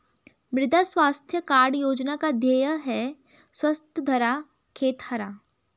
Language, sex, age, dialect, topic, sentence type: Hindi, female, 18-24, Garhwali, agriculture, statement